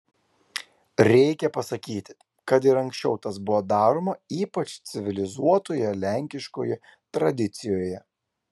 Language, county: Lithuanian, Klaipėda